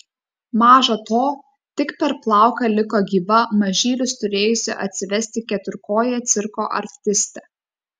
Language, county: Lithuanian, Kaunas